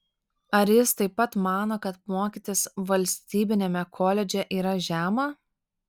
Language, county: Lithuanian, Alytus